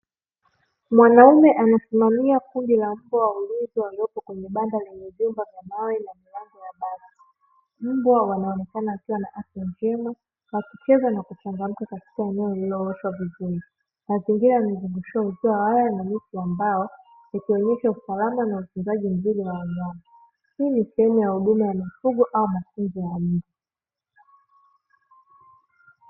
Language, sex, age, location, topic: Swahili, female, 18-24, Dar es Salaam, agriculture